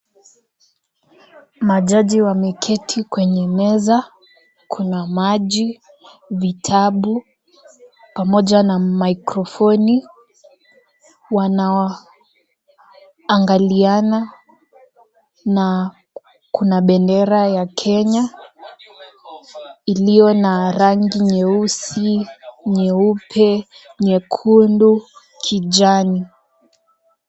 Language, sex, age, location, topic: Swahili, female, 18-24, Kisii, government